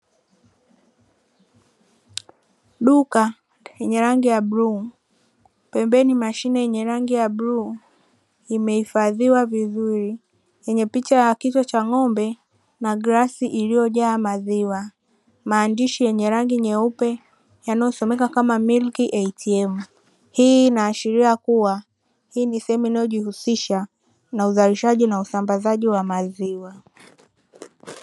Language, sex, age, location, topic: Swahili, female, 18-24, Dar es Salaam, finance